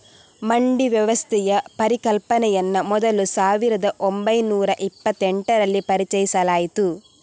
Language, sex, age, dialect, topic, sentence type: Kannada, female, 18-24, Coastal/Dakshin, agriculture, statement